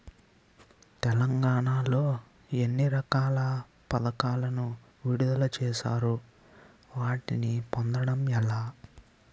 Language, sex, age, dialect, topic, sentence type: Telugu, male, 18-24, Utterandhra, agriculture, question